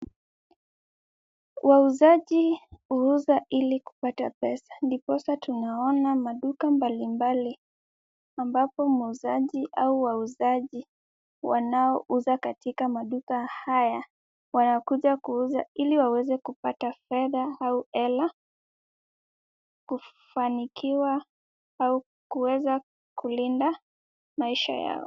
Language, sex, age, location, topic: Swahili, female, 18-24, Kisumu, finance